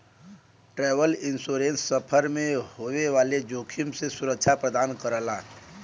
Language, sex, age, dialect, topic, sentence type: Bhojpuri, male, 25-30, Western, banking, statement